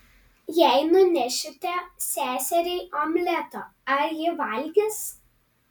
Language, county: Lithuanian, Panevėžys